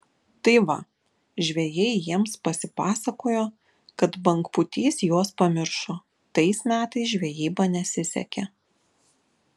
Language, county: Lithuanian, Kaunas